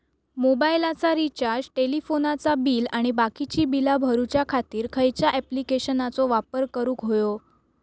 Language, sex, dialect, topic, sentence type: Marathi, female, Southern Konkan, banking, question